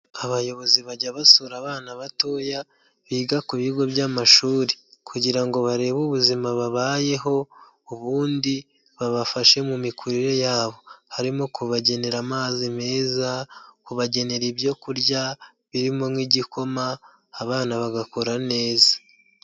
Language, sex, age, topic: Kinyarwanda, male, 25-35, health